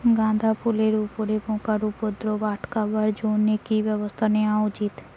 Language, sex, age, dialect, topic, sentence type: Bengali, female, 18-24, Rajbangshi, agriculture, question